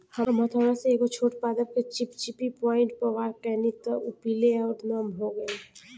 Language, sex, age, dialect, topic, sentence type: Bhojpuri, female, 18-24, Southern / Standard, agriculture, question